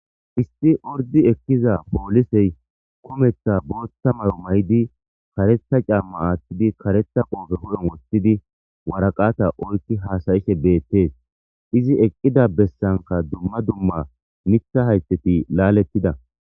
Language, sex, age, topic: Gamo, male, 18-24, government